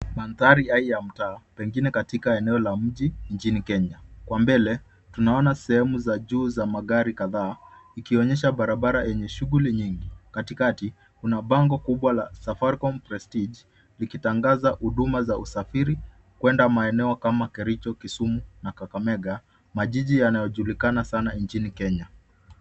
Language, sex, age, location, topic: Swahili, male, 25-35, Nairobi, government